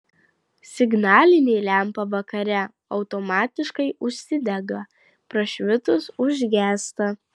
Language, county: Lithuanian, Marijampolė